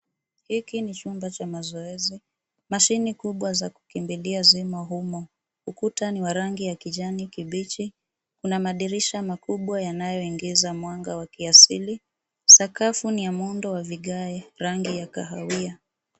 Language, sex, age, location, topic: Swahili, female, 25-35, Nairobi, education